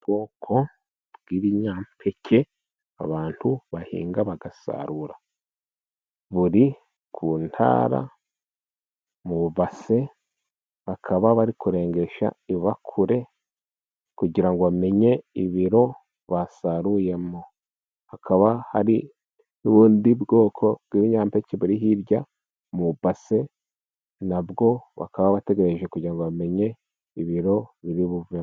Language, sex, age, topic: Kinyarwanda, male, 36-49, agriculture